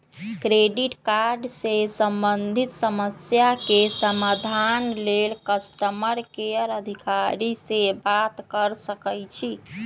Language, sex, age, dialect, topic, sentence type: Magahi, female, 31-35, Western, banking, statement